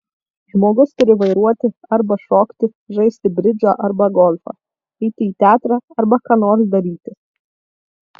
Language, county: Lithuanian, Vilnius